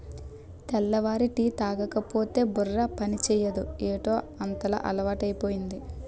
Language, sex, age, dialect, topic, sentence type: Telugu, male, 25-30, Utterandhra, agriculture, statement